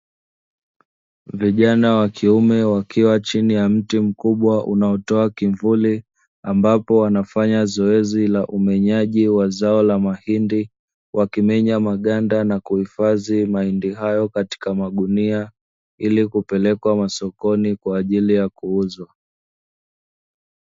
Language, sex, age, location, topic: Swahili, male, 25-35, Dar es Salaam, agriculture